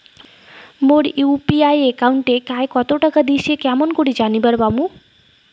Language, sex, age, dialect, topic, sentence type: Bengali, female, 18-24, Rajbangshi, banking, question